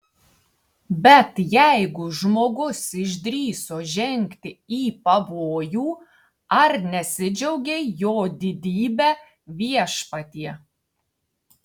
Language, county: Lithuanian, Tauragė